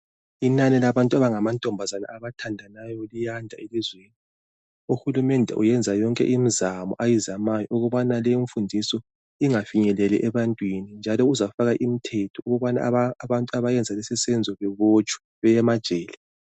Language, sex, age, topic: North Ndebele, male, 36-49, health